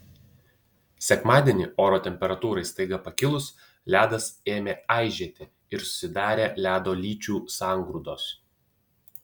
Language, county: Lithuanian, Utena